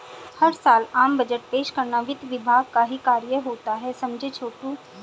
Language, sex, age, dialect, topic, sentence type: Hindi, female, 25-30, Hindustani Malvi Khadi Boli, banking, statement